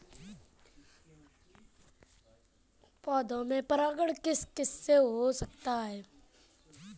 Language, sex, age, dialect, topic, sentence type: Hindi, male, 18-24, Marwari Dhudhari, agriculture, question